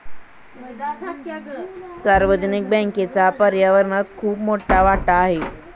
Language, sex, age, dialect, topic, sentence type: Marathi, male, 51-55, Standard Marathi, banking, statement